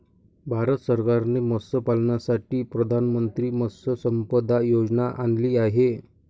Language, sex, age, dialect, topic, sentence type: Marathi, male, 60-100, Northern Konkan, agriculture, statement